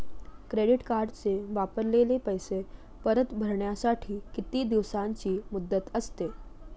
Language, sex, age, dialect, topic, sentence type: Marathi, female, 41-45, Standard Marathi, banking, question